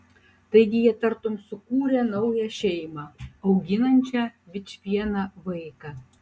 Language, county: Lithuanian, Utena